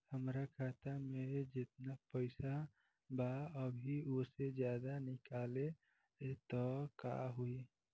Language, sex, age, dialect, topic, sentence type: Bhojpuri, female, 18-24, Southern / Standard, banking, question